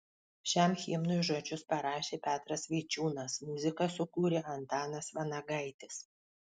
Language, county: Lithuanian, Panevėžys